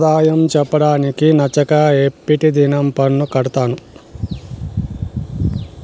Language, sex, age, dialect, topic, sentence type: Telugu, male, 18-24, Southern, banking, statement